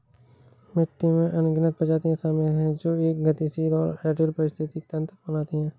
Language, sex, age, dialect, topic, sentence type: Hindi, male, 18-24, Awadhi Bundeli, agriculture, statement